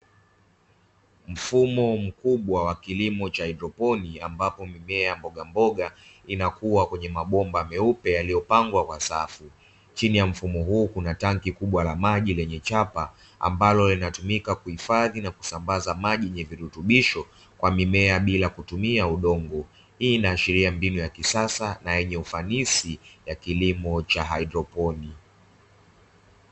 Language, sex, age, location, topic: Swahili, male, 25-35, Dar es Salaam, agriculture